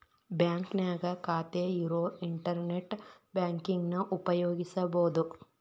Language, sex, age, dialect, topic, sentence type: Kannada, female, 18-24, Dharwad Kannada, banking, statement